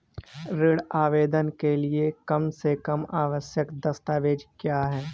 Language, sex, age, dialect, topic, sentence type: Hindi, male, 18-24, Marwari Dhudhari, banking, question